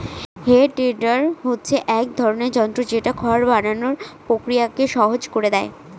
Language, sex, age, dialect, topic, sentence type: Bengali, female, 18-24, Northern/Varendri, agriculture, statement